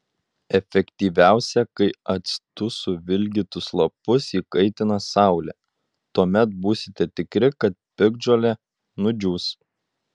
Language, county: Lithuanian, Utena